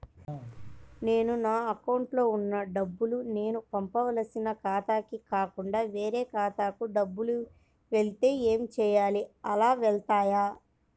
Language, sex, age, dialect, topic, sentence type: Telugu, male, 25-30, Central/Coastal, banking, question